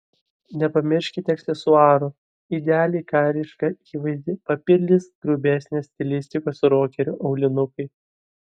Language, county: Lithuanian, Vilnius